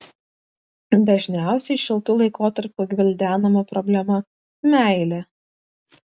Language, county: Lithuanian, Vilnius